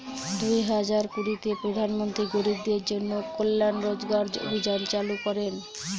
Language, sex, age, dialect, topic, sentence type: Bengali, female, 41-45, Northern/Varendri, banking, statement